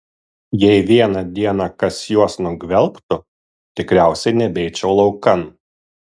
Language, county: Lithuanian, Kaunas